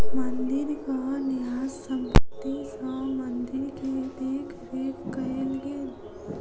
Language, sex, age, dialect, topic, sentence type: Maithili, female, 36-40, Southern/Standard, banking, statement